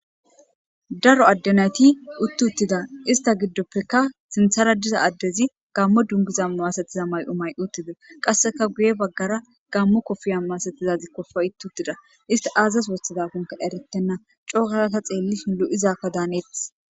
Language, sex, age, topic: Gamo, female, 25-35, government